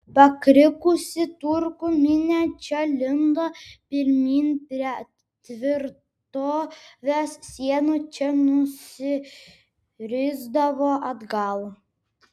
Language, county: Lithuanian, Vilnius